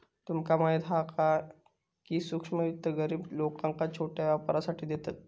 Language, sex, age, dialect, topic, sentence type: Marathi, male, 18-24, Southern Konkan, banking, statement